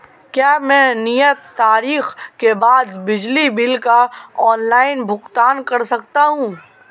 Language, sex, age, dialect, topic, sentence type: Hindi, male, 18-24, Marwari Dhudhari, banking, question